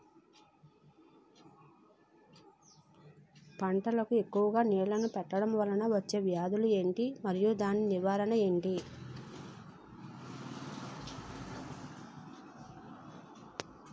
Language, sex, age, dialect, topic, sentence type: Telugu, female, 36-40, Utterandhra, agriculture, question